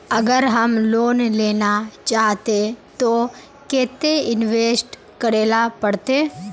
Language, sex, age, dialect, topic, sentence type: Magahi, female, 18-24, Northeastern/Surjapuri, banking, question